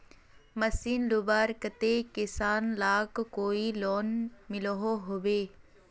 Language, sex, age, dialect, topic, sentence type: Magahi, female, 41-45, Northeastern/Surjapuri, agriculture, question